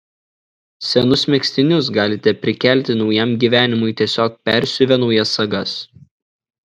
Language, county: Lithuanian, Šiauliai